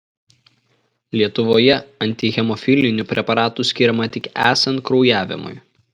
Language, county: Lithuanian, Šiauliai